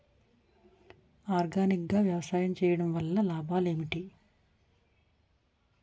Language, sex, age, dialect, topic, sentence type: Telugu, female, 41-45, Utterandhra, agriculture, question